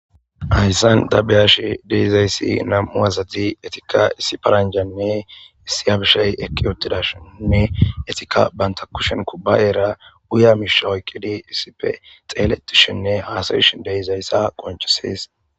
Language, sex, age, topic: Gamo, female, 18-24, government